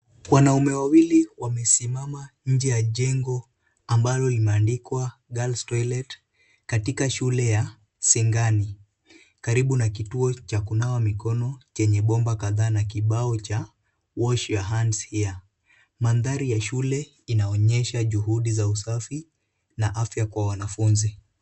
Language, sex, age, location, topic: Swahili, male, 18-24, Kisumu, health